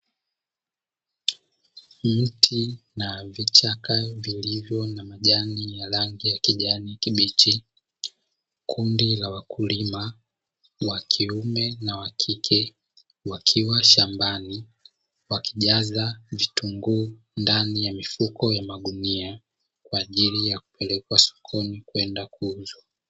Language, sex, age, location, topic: Swahili, male, 25-35, Dar es Salaam, agriculture